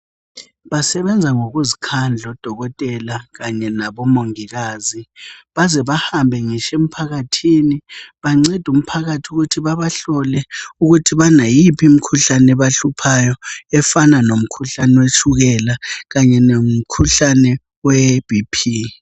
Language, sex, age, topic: North Ndebele, female, 25-35, health